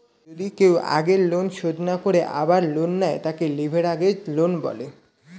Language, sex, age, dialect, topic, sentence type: Bengali, male, 18-24, Standard Colloquial, banking, statement